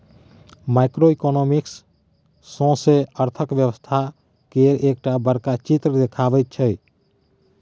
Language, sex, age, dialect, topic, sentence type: Maithili, male, 31-35, Bajjika, banking, statement